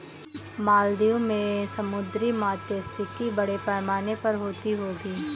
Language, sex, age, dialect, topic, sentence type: Hindi, female, 18-24, Awadhi Bundeli, agriculture, statement